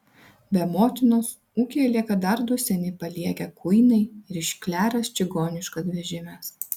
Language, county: Lithuanian, Vilnius